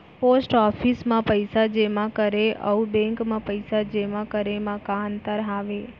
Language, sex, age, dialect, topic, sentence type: Chhattisgarhi, female, 25-30, Central, banking, question